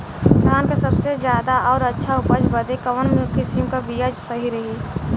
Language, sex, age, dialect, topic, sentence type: Bhojpuri, female, 18-24, Western, agriculture, question